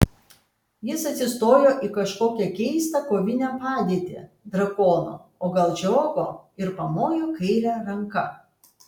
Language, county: Lithuanian, Kaunas